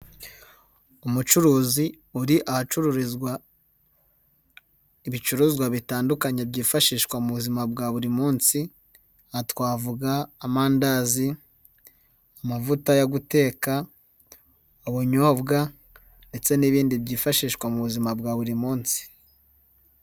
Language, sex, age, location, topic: Kinyarwanda, male, 18-24, Nyagatare, finance